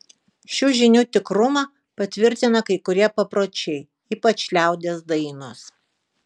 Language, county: Lithuanian, Kaunas